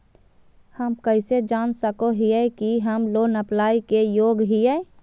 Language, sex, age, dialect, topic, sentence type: Magahi, female, 31-35, Southern, banking, statement